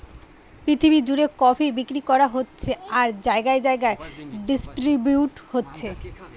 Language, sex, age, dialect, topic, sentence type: Bengali, female, 18-24, Western, agriculture, statement